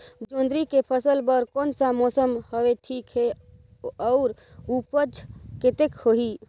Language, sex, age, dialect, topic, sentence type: Chhattisgarhi, female, 25-30, Northern/Bhandar, agriculture, question